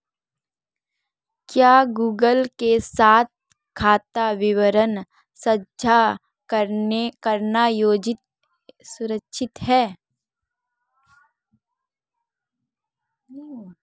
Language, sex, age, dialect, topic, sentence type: Hindi, female, 18-24, Marwari Dhudhari, banking, question